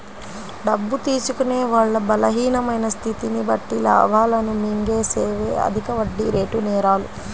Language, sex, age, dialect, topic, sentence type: Telugu, female, 25-30, Central/Coastal, banking, statement